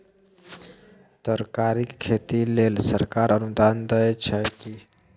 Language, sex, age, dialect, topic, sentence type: Maithili, male, 36-40, Bajjika, agriculture, statement